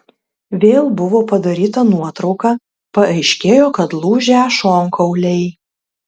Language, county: Lithuanian, Tauragė